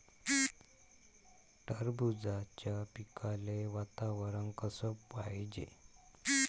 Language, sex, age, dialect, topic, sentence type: Marathi, male, 25-30, Varhadi, agriculture, question